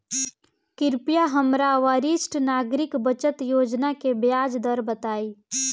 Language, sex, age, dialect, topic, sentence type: Bhojpuri, female, 18-24, Southern / Standard, banking, statement